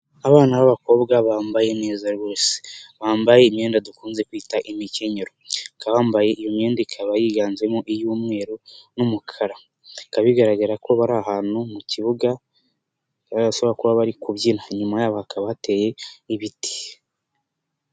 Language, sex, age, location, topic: Kinyarwanda, male, 18-24, Nyagatare, government